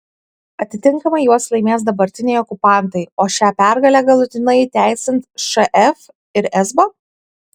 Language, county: Lithuanian, Kaunas